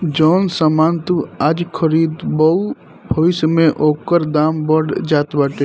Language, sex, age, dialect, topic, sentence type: Bhojpuri, male, 18-24, Northern, banking, statement